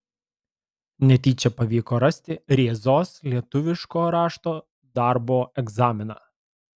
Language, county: Lithuanian, Alytus